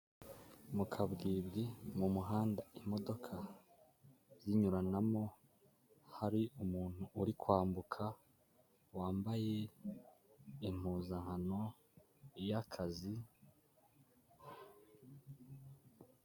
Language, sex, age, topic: Kinyarwanda, male, 18-24, government